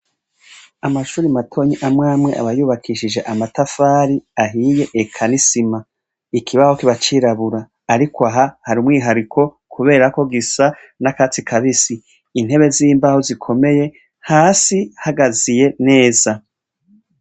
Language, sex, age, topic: Rundi, male, 36-49, education